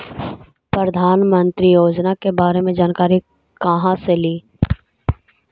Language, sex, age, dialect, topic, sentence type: Magahi, female, 56-60, Central/Standard, banking, question